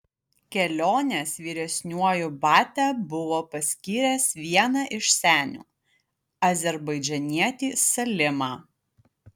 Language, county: Lithuanian, Utena